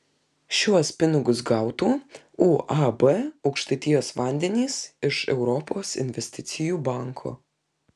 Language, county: Lithuanian, Kaunas